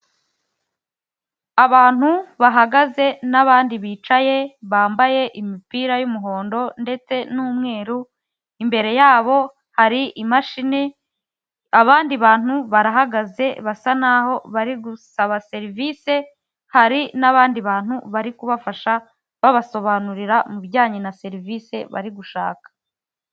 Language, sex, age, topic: Kinyarwanda, female, 18-24, finance